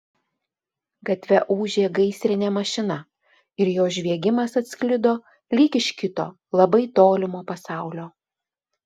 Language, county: Lithuanian, Utena